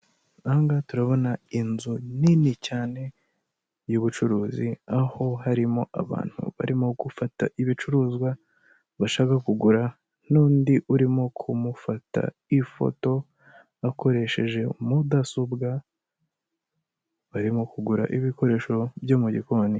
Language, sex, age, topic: Kinyarwanda, male, 18-24, finance